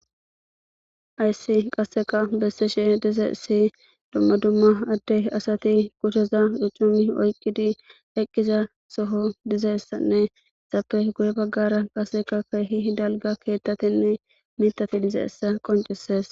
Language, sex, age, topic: Gamo, male, 18-24, government